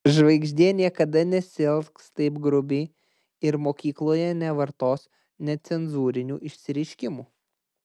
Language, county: Lithuanian, Klaipėda